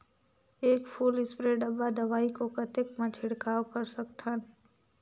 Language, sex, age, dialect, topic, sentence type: Chhattisgarhi, female, 41-45, Northern/Bhandar, agriculture, question